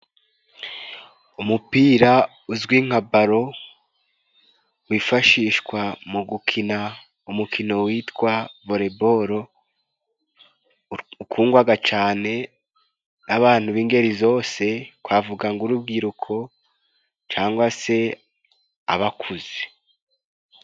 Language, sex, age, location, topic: Kinyarwanda, male, 18-24, Musanze, government